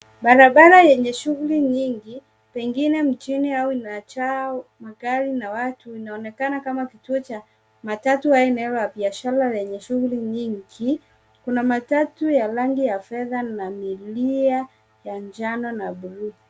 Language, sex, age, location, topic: Swahili, female, 36-49, Nairobi, government